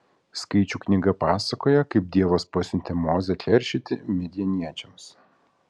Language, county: Lithuanian, Kaunas